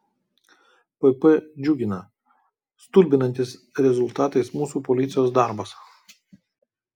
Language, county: Lithuanian, Kaunas